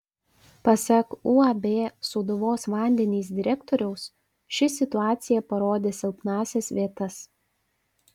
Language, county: Lithuanian, Panevėžys